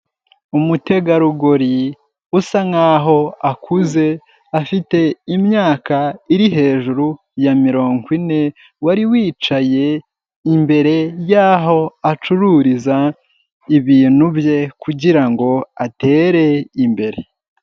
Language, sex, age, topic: Kinyarwanda, male, 18-24, health